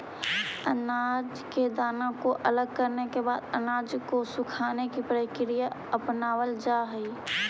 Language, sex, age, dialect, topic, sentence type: Magahi, male, 31-35, Central/Standard, agriculture, statement